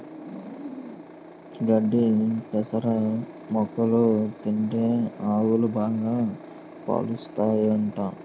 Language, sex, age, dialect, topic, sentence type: Telugu, male, 18-24, Utterandhra, agriculture, statement